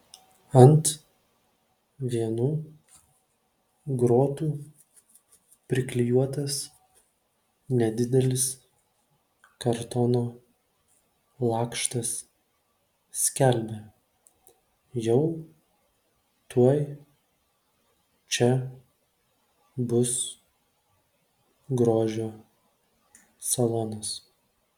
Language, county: Lithuanian, Telšiai